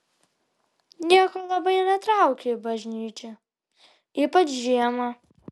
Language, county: Lithuanian, Vilnius